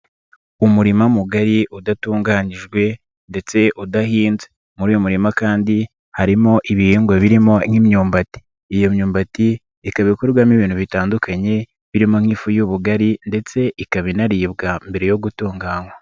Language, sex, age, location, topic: Kinyarwanda, male, 25-35, Nyagatare, agriculture